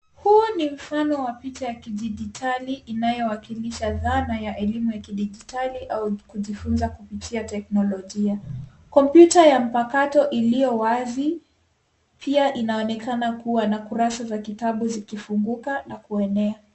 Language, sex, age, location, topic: Swahili, female, 18-24, Nairobi, education